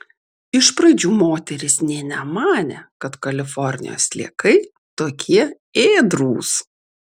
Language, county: Lithuanian, Vilnius